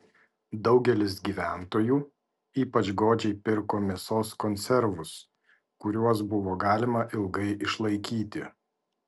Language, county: Lithuanian, Vilnius